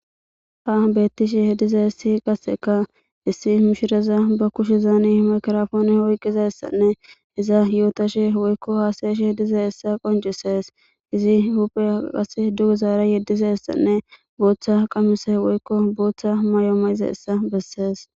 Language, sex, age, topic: Gamo, female, 18-24, government